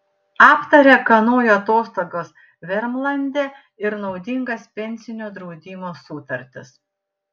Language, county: Lithuanian, Panevėžys